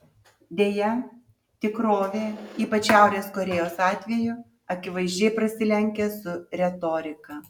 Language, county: Lithuanian, Utena